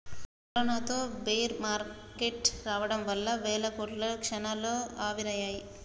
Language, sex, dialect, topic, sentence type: Telugu, male, Telangana, banking, statement